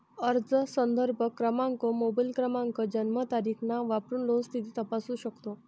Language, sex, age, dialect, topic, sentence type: Marathi, female, 46-50, Varhadi, banking, statement